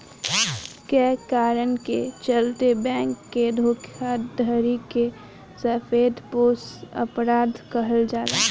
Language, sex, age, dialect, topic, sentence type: Bhojpuri, female, 18-24, Southern / Standard, banking, statement